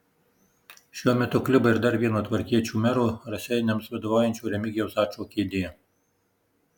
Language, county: Lithuanian, Marijampolė